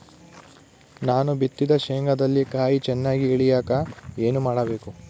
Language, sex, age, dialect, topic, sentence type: Kannada, male, 18-24, Central, agriculture, question